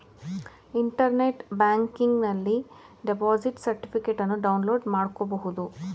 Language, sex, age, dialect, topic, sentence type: Kannada, female, 31-35, Mysore Kannada, banking, statement